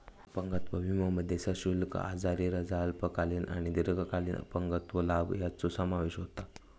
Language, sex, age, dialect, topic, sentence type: Marathi, male, 18-24, Southern Konkan, banking, statement